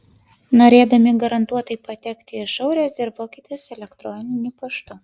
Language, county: Lithuanian, Kaunas